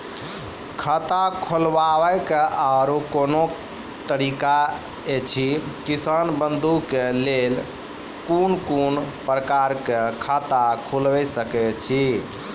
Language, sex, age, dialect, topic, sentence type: Maithili, male, 25-30, Angika, banking, question